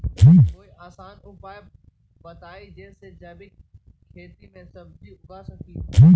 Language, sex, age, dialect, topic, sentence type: Magahi, male, 18-24, Western, agriculture, question